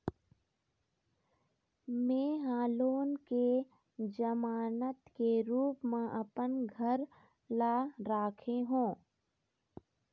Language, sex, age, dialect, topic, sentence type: Chhattisgarhi, female, 60-100, Eastern, banking, statement